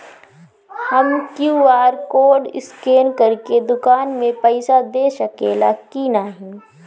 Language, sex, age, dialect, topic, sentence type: Bhojpuri, female, 25-30, Northern, banking, question